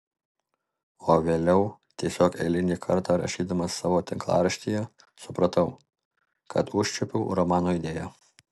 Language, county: Lithuanian, Alytus